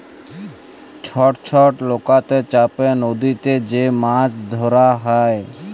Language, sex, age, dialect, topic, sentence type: Bengali, male, 18-24, Jharkhandi, agriculture, statement